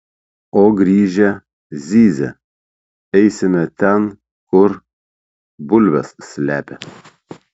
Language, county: Lithuanian, Šiauliai